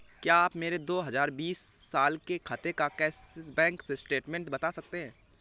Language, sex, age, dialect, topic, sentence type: Hindi, male, 18-24, Awadhi Bundeli, banking, question